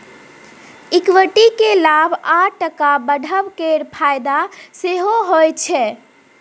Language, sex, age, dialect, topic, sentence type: Maithili, female, 36-40, Bajjika, banking, statement